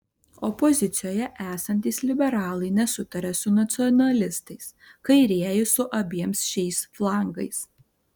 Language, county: Lithuanian, Alytus